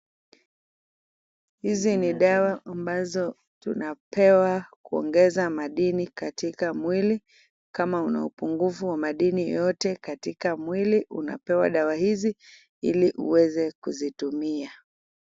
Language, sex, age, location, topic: Swahili, female, 25-35, Kisumu, health